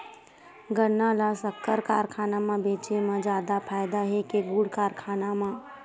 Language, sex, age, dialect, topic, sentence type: Chhattisgarhi, female, 51-55, Western/Budati/Khatahi, agriculture, question